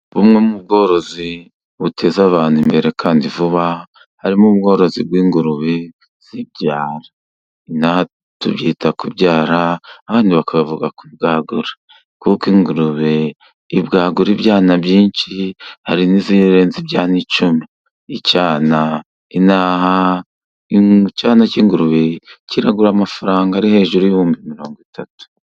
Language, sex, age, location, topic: Kinyarwanda, male, 50+, Musanze, agriculture